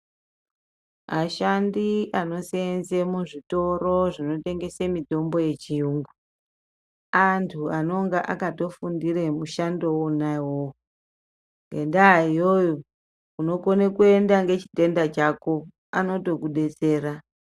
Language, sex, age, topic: Ndau, male, 25-35, health